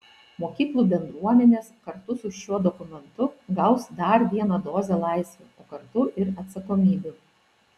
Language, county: Lithuanian, Vilnius